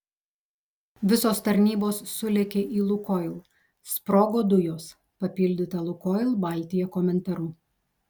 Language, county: Lithuanian, Telšiai